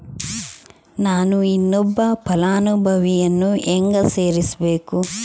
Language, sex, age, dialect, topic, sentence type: Kannada, female, 36-40, Central, banking, question